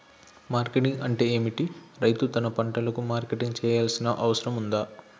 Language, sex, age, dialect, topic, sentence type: Telugu, male, 18-24, Telangana, agriculture, question